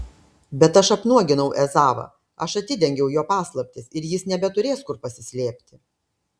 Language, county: Lithuanian, Klaipėda